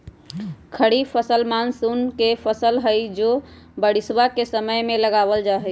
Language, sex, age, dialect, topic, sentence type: Magahi, female, 25-30, Western, agriculture, statement